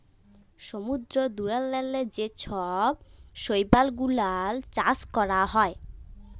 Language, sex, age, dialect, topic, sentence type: Bengali, female, <18, Jharkhandi, agriculture, statement